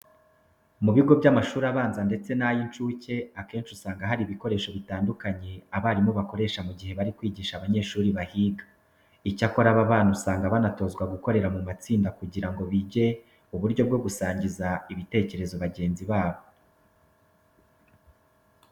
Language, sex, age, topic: Kinyarwanda, male, 25-35, education